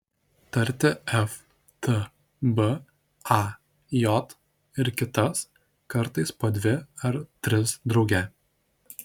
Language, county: Lithuanian, Šiauliai